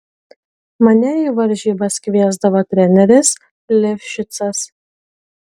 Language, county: Lithuanian, Kaunas